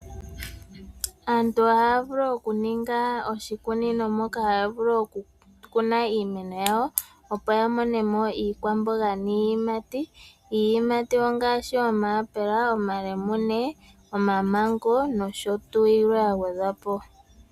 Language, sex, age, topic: Oshiwambo, female, 25-35, agriculture